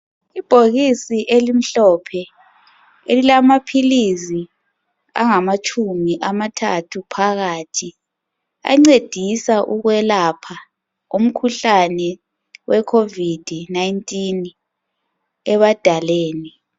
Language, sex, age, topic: North Ndebele, female, 25-35, health